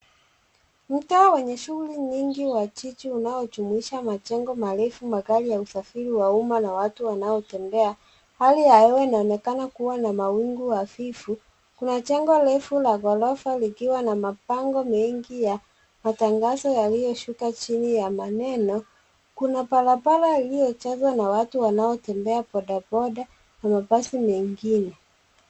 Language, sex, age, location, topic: Swahili, female, 36-49, Nairobi, government